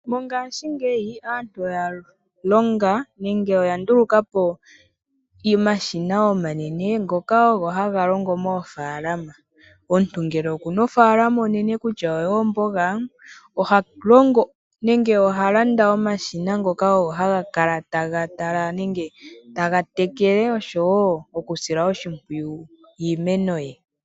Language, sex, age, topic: Oshiwambo, male, 25-35, agriculture